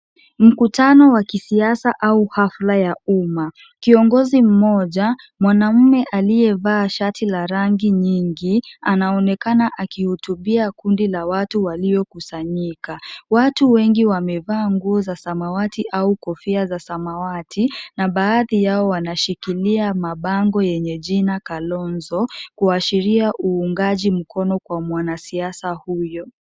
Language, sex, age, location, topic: Swahili, female, 25-35, Kisumu, government